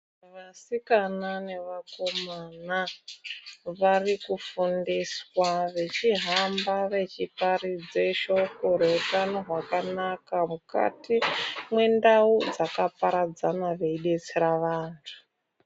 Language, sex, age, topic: Ndau, female, 25-35, health